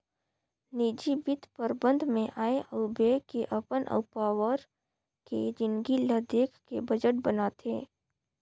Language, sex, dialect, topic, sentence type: Chhattisgarhi, female, Northern/Bhandar, banking, statement